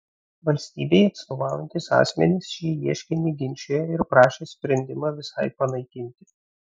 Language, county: Lithuanian, Vilnius